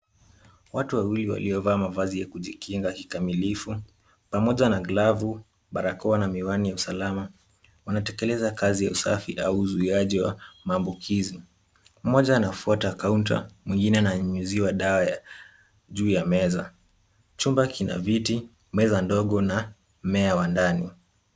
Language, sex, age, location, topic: Swahili, male, 18-24, Kisumu, health